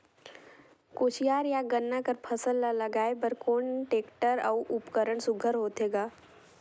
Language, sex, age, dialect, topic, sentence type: Chhattisgarhi, female, 18-24, Northern/Bhandar, agriculture, question